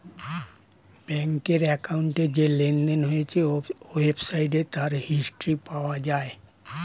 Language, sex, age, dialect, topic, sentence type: Bengali, male, 60-100, Standard Colloquial, banking, statement